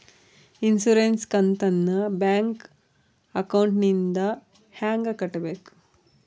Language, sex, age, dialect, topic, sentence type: Kannada, female, 36-40, Central, banking, question